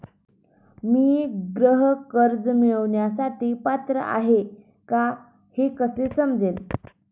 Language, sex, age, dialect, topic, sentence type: Marathi, female, 18-24, Standard Marathi, banking, question